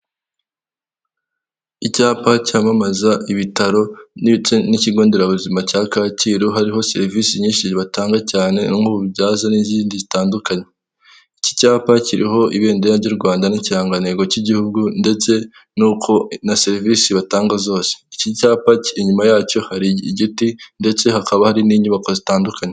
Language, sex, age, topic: Kinyarwanda, male, 18-24, government